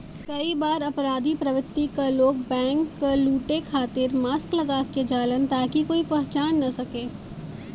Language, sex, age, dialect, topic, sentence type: Bhojpuri, female, 18-24, Western, banking, statement